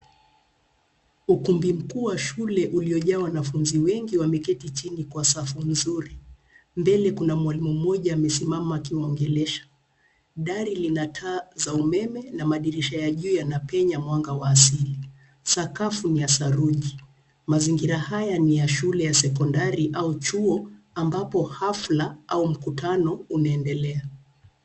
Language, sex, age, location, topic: Swahili, female, 36-49, Nairobi, education